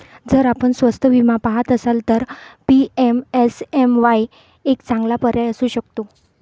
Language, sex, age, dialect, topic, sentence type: Marathi, female, 31-35, Varhadi, banking, statement